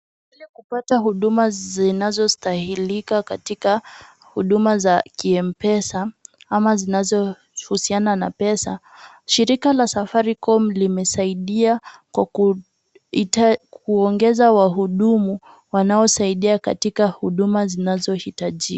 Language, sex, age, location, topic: Swahili, female, 18-24, Kisumu, finance